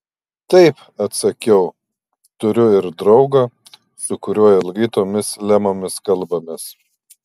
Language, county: Lithuanian, Panevėžys